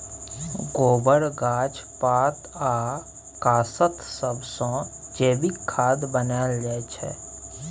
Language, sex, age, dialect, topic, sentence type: Maithili, male, 25-30, Bajjika, agriculture, statement